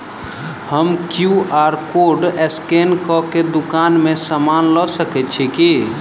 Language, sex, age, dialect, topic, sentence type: Maithili, male, 31-35, Southern/Standard, banking, question